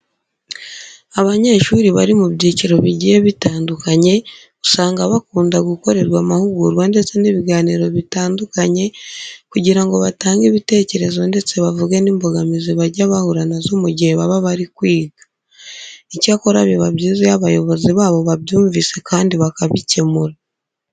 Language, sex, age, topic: Kinyarwanda, female, 25-35, education